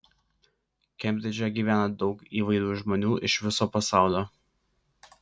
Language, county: Lithuanian, Klaipėda